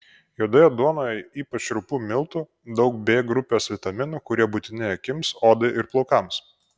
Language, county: Lithuanian, Kaunas